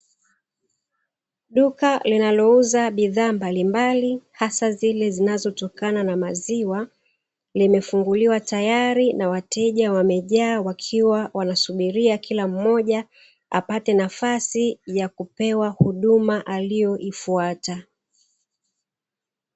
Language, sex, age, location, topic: Swahili, female, 36-49, Dar es Salaam, finance